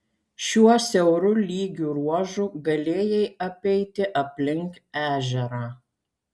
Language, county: Lithuanian, Kaunas